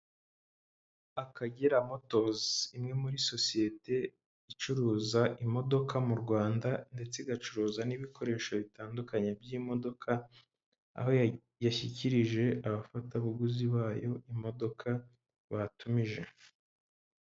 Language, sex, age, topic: Kinyarwanda, male, 25-35, finance